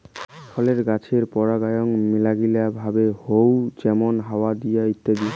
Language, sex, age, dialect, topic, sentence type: Bengali, male, 18-24, Rajbangshi, agriculture, statement